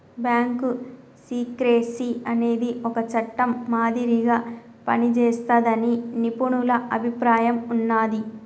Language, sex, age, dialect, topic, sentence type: Telugu, male, 41-45, Telangana, banking, statement